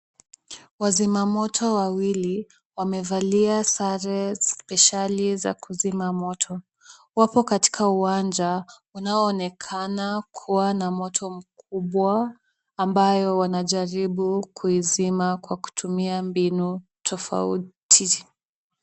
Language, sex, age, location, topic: Swahili, female, 18-24, Kisumu, health